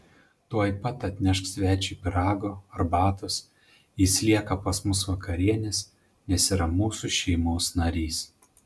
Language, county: Lithuanian, Panevėžys